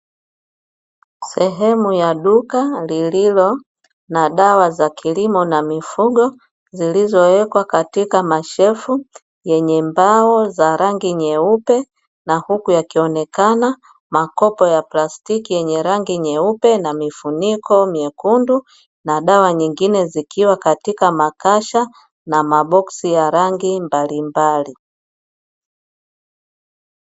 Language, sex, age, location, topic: Swahili, female, 50+, Dar es Salaam, agriculture